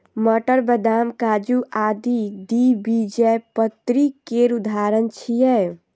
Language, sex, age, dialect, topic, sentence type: Maithili, female, 25-30, Eastern / Thethi, agriculture, statement